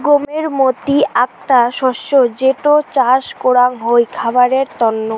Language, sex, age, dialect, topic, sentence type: Bengali, female, <18, Rajbangshi, agriculture, statement